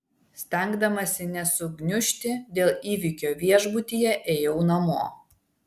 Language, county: Lithuanian, Vilnius